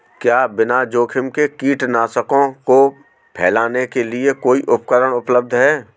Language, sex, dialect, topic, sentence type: Hindi, male, Marwari Dhudhari, agriculture, question